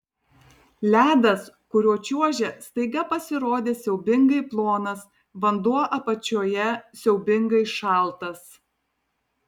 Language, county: Lithuanian, Tauragė